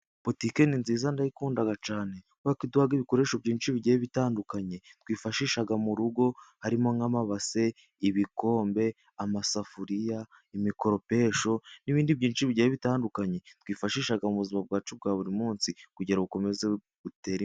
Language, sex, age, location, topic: Kinyarwanda, male, 18-24, Musanze, finance